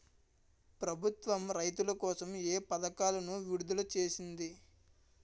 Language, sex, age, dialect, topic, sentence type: Telugu, male, 18-24, Utterandhra, agriculture, question